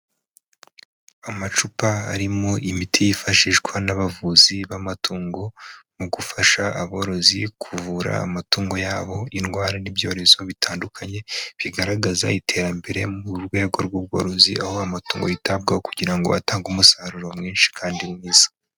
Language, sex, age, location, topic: Kinyarwanda, male, 25-35, Huye, agriculture